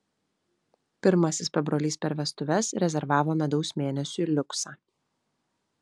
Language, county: Lithuanian, Vilnius